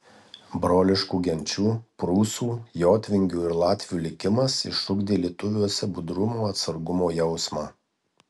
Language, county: Lithuanian, Marijampolė